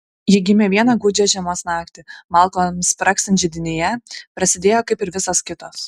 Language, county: Lithuanian, Kaunas